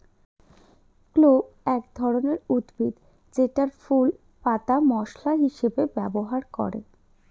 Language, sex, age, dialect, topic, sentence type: Bengali, female, 31-35, Northern/Varendri, agriculture, statement